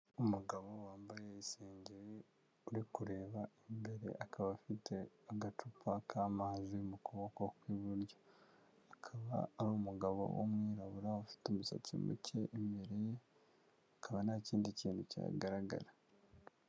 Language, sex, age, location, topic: Kinyarwanda, male, 36-49, Huye, health